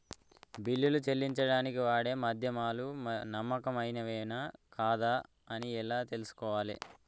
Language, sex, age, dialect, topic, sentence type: Telugu, male, 18-24, Telangana, banking, question